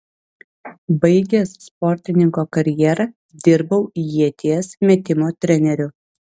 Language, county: Lithuanian, Vilnius